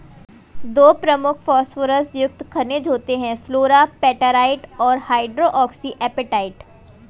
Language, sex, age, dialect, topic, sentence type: Hindi, female, 41-45, Hindustani Malvi Khadi Boli, agriculture, statement